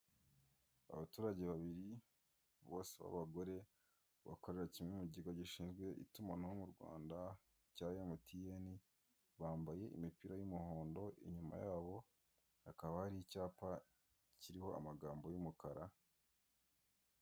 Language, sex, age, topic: Kinyarwanda, male, 18-24, finance